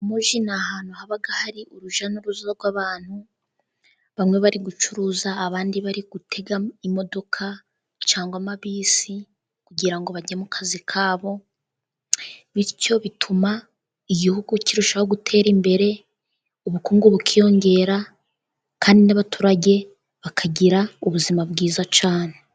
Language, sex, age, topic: Kinyarwanda, female, 18-24, government